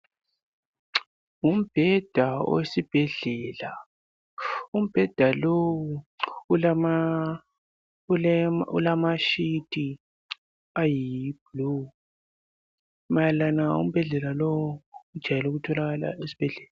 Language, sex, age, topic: North Ndebele, male, 18-24, health